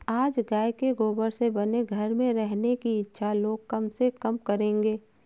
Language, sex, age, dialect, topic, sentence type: Hindi, female, 18-24, Awadhi Bundeli, agriculture, statement